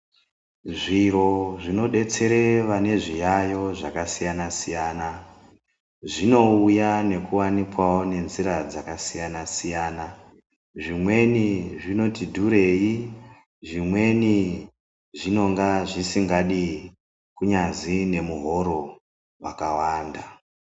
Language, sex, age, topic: Ndau, male, 36-49, health